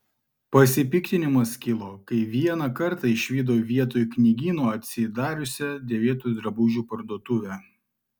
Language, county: Lithuanian, Klaipėda